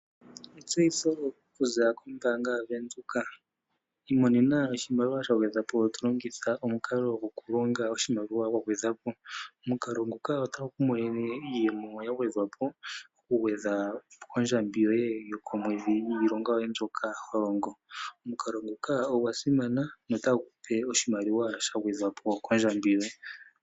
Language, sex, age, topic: Oshiwambo, male, 18-24, finance